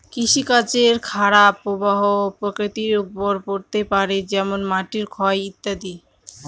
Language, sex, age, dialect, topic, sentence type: Bengali, female, 25-30, Northern/Varendri, agriculture, statement